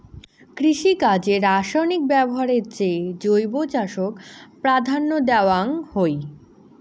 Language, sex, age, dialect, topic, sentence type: Bengali, female, 18-24, Rajbangshi, agriculture, statement